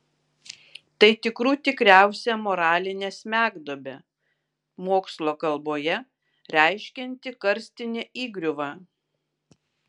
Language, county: Lithuanian, Kaunas